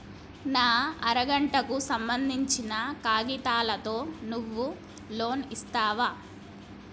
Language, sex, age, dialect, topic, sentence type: Telugu, female, 25-30, Telangana, banking, question